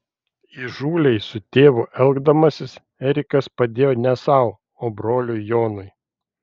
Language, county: Lithuanian, Vilnius